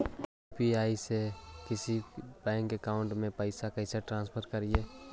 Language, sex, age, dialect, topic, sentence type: Magahi, male, 51-55, Central/Standard, banking, question